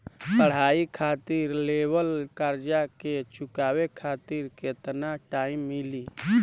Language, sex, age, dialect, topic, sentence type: Bhojpuri, male, 18-24, Southern / Standard, banking, question